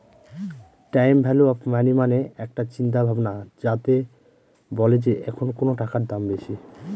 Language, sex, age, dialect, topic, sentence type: Bengali, male, 25-30, Northern/Varendri, banking, statement